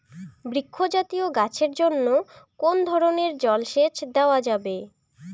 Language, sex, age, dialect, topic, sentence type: Bengali, female, 18-24, Rajbangshi, agriculture, question